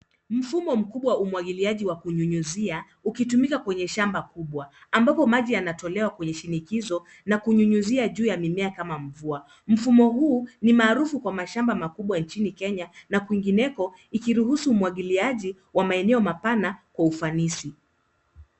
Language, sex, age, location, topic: Swahili, female, 25-35, Nairobi, agriculture